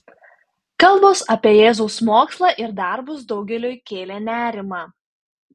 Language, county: Lithuanian, Panevėžys